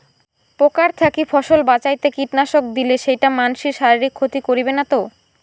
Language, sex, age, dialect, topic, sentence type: Bengali, female, 18-24, Rajbangshi, agriculture, question